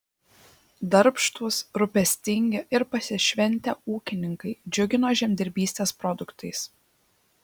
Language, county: Lithuanian, Šiauliai